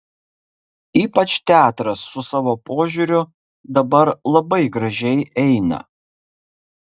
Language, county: Lithuanian, Kaunas